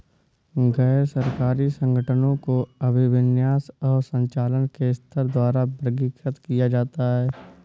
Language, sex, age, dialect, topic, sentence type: Hindi, male, 18-24, Awadhi Bundeli, banking, statement